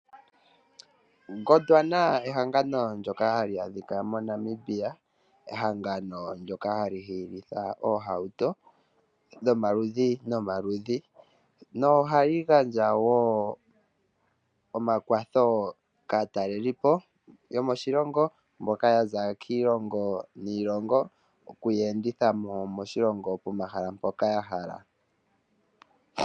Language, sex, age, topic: Oshiwambo, male, 18-24, finance